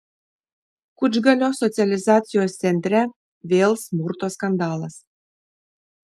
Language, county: Lithuanian, Šiauliai